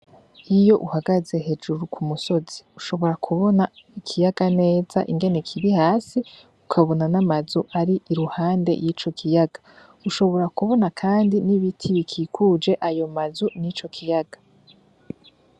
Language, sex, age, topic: Rundi, female, 18-24, agriculture